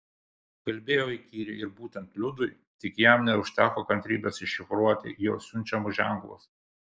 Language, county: Lithuanian, Kaunas